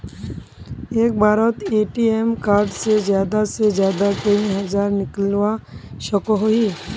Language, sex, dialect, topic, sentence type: Magahi, female, Northeastern/Surjapuri, banking, question